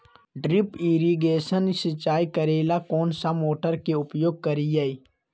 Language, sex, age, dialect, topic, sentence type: Magahi, male, 18-24, Western, agriculture, question